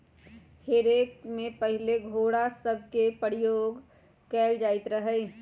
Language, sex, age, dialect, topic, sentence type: Magahi, female, 25-30, Western, agriculture, statement